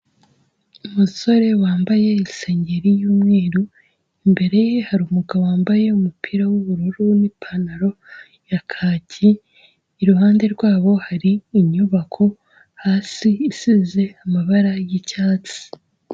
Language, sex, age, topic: Kinyarwanda, female, 18-24, finance